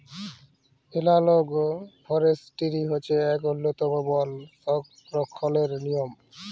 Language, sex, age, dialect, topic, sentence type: Bengali, male, 18-24, Jharkhandi, agriculture, statement